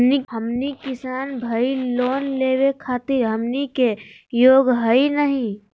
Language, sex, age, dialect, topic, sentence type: Magahi, female, 18-24, Southern, banking, question